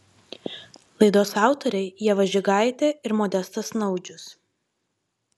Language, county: Lithuanian, Marijampolė